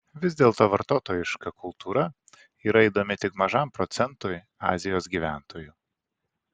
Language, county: Lithuanian, Vilnius